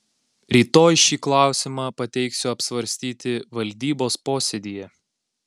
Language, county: Lithuanian, Alytus